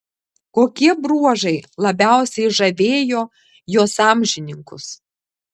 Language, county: Lithuanian, Klaipėda